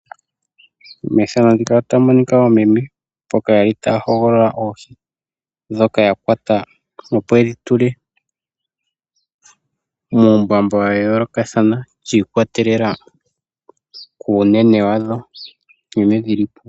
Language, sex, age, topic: Oshiwambo, male, 18-24, agriculture